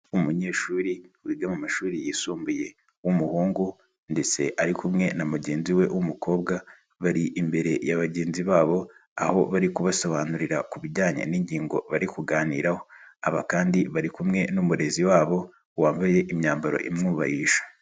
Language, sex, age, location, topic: Kinyarwanda, male, 36-49, Nyagatare, education